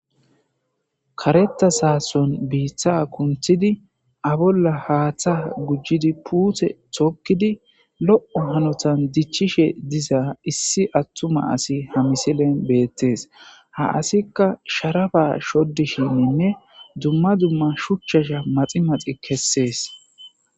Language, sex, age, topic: Gamo, male, 25-35, agriculture